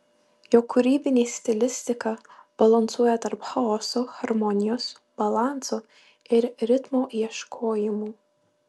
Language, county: Lithuanian, Marijampolė